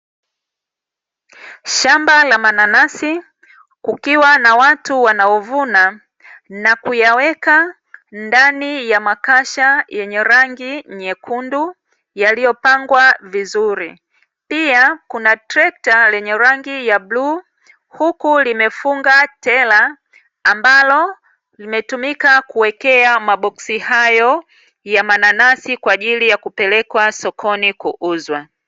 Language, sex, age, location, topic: Swahili, female, 36-49, Dar es Salaam, agriculture